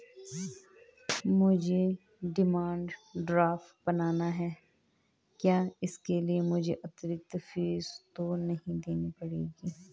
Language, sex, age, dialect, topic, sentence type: Hindi, female, 25-30, Garhwali, banking, question